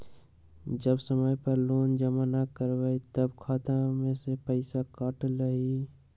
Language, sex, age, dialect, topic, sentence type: Magahi, male, 60-100, Western, banking, question